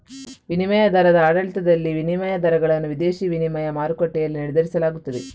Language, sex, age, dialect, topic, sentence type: Kannada, female, 18-24, Coastal/Dakshin, banking, statement